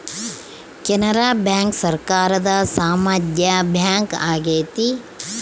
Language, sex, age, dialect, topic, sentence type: Kannada, female, 36-40, Central, banking, statement